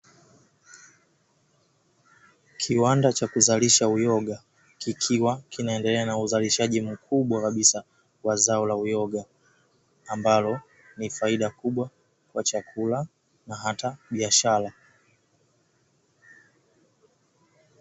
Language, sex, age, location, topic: Swahili, male, 18-24, Dar es Salaam, agriculture